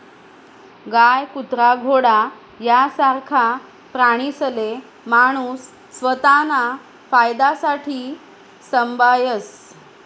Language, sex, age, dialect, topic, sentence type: Marathi, female, 31-35, Northern Konkan, agriculture, statement